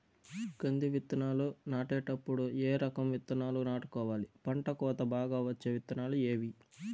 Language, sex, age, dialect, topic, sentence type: Telugu, male, 18-24, Southern, agriculture, question